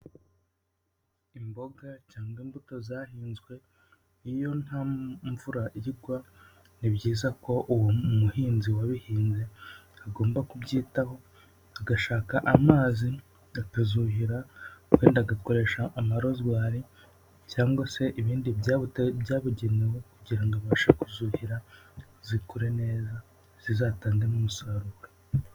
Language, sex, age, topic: Kinyarwanda, male, 25-35, agriculture